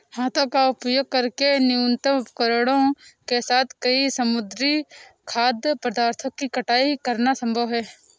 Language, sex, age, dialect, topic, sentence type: Hindi, female, 56-60, Awadhi Bundeli, agriculture, statement